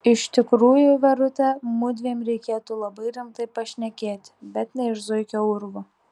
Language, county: Lithuanian, Telšiai